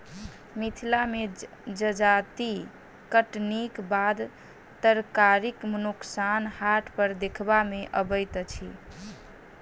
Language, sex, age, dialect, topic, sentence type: Maithili, female, 18-24, Southern/Standard, agriculture, statement